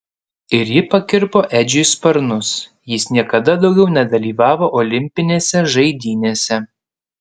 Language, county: Lithuanian, Panevėžys